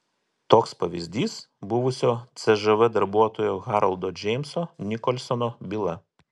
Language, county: Lithuanian, Telšiai